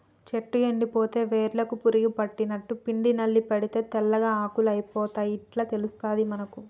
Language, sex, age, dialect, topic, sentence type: Telugu, female, 18-24, Telangana, agriculture, statement